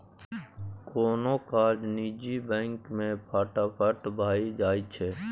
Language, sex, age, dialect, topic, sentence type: Maithili, male, 18-24, Bajjika, banking, statement